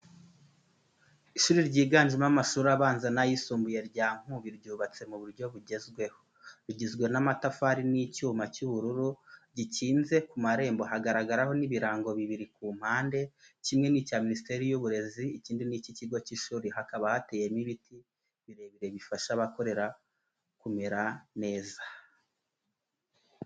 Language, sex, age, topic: Kinyarwanda, male, 25-35, education